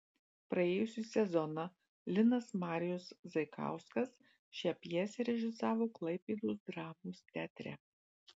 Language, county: Lithuanian, Marijampolė